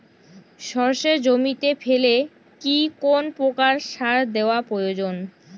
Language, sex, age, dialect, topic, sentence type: Bengali, female, 18-24, Rajbangshi, agriculture, question